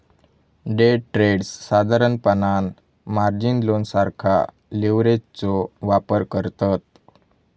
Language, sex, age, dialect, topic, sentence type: Marathi, male, 18-24, Southern Konkan, banking, statement